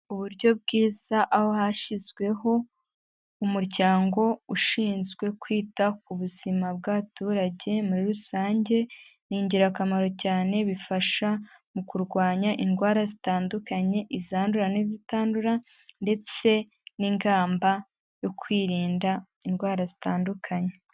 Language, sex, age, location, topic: Kinyarwanda, female, 18-24, Huye, health